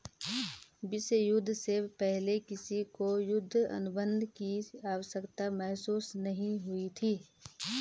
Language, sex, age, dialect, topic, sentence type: Hindi, female, 31-35, Garhwali, banking, statement